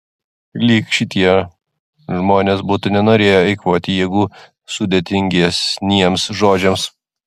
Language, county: Lithuanian, Klaipėda